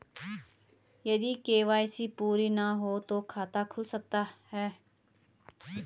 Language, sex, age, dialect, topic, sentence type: Hindi, female, 25-30, Garhwali, banking, question